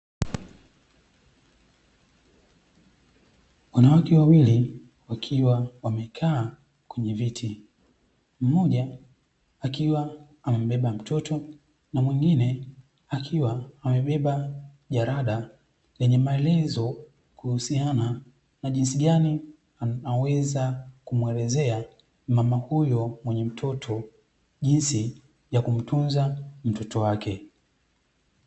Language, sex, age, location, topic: Swahili, male, 18-24, Dar es Salaam, health